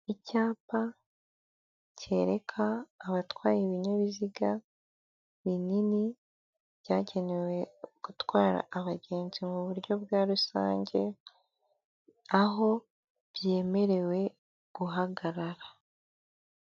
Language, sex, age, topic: Kinyarwanda, female, 18-24, government